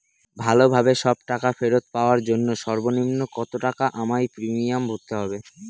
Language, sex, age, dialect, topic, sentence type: Bengali, male, <18, Northern/Varendri, banking, question